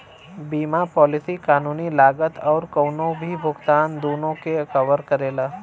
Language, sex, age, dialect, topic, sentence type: Bhojpuri, male, 18-24, Western, banking, statement